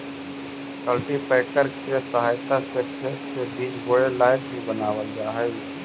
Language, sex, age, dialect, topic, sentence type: Magahi, male, 18-24, Central/Standard, banking, statement